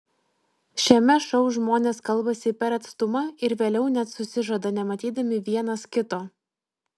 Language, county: Lithuanian, Vilnius